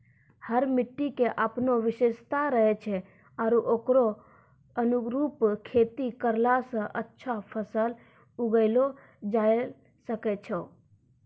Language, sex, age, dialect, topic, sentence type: Maithili, female, 18-24, Angika, agriculture, statement